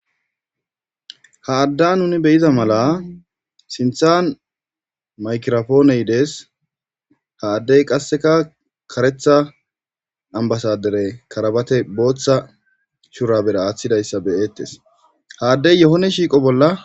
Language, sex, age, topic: Gamo, male, 25-35, government